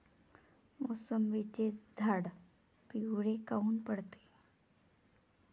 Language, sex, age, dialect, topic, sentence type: Marathi, female, 25-30, Varhadi, agriculture, question